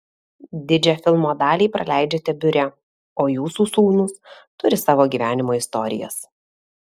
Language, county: Lithuanian, Alytus